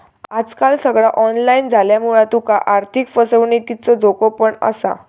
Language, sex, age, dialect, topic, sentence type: Marathi, female, 18-24, Southern Konkan, banking, statement